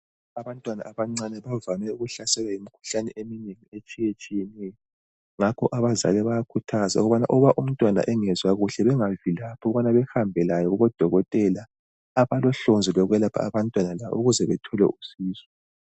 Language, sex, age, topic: North Ndebele, male, 36-49, health